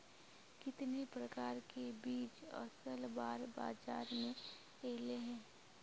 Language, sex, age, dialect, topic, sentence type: Magahi, female, 51-55, Northeastern/Surjapuri, agriculture, question